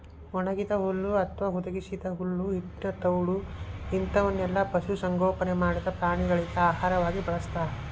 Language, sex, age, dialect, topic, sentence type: Kannada, male, 31-35, Dharwad Kannada, agriculture, statement